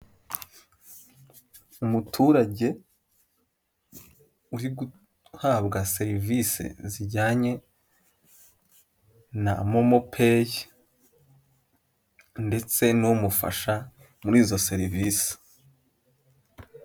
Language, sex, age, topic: Kinyarwanda, male, 18-24, finance